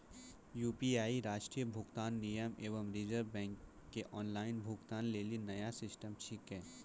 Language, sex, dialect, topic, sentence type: Maithili, male, Angika, banking, statement